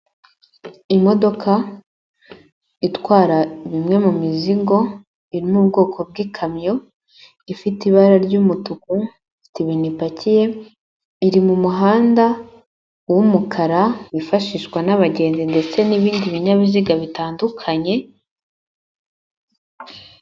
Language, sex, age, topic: Kinyarwanda, female, 18-24, government